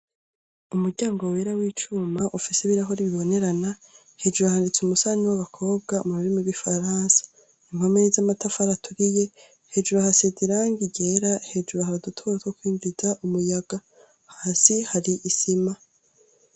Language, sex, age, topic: Rundi, male, 36-49, education